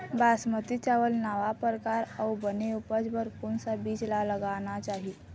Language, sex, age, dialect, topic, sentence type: Chhattisgarhi, female, 36-40, Eastern, agriculture, question